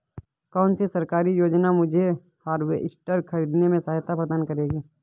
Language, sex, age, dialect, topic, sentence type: Hindi, male, 25-30, Awadhi Bundeli, agriculture, question